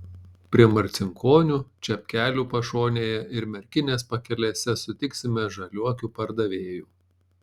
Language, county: Lithuanian, Panevėžys